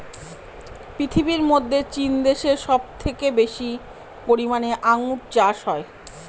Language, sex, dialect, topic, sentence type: Bengali, female, Northern/Varendri, agriculture, statement